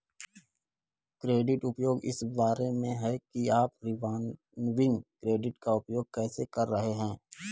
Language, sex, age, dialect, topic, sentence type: Hindi, male, 18-24, Kanauji Braj Bhasha, banking, statement